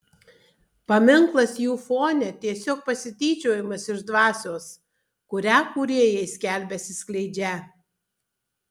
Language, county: Lithuanian, Tauragė